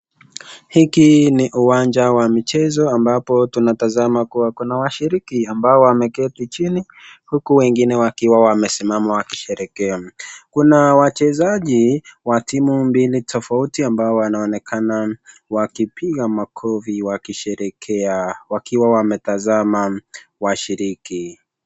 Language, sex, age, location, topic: Swahili, male, 18-24, Nakuru, government